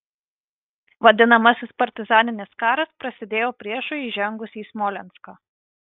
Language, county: Lithuanian, Marijampolė